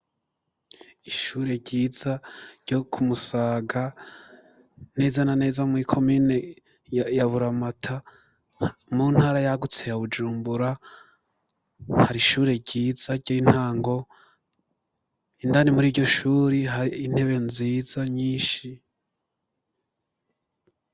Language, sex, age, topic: Rundi, male, 25-35, education